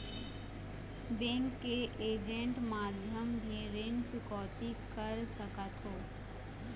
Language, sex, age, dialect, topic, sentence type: Chhattisgarhi, male, 25-30, Eastern, banking, question